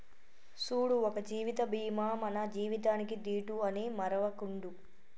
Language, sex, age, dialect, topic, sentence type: Telugu, female, 25-30, Telangana, banking, statement